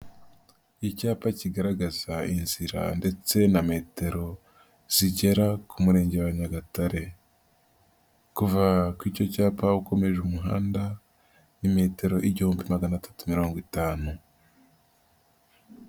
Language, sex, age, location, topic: Kinyarwanda, female, 50+, Nyagatare, government